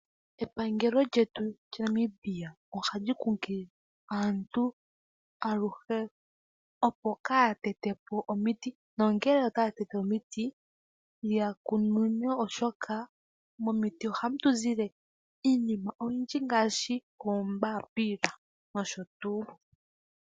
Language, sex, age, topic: Oshiwambo, female, 18-24, agriculture